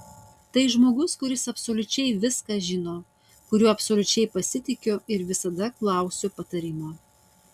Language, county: Lithuanian, Utena